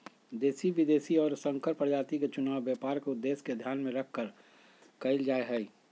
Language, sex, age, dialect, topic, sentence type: Magahi, male, 46-50, Western, agriculture, statement